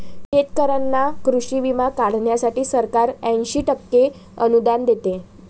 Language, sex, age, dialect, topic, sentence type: Marathi, female, 18-24, Varhadi, agriculture, statement